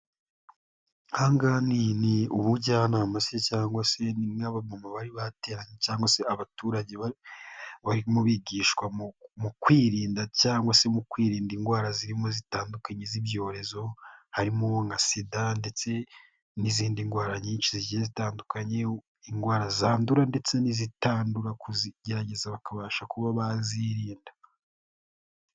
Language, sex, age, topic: Kinyarwanda, male, 18-24, health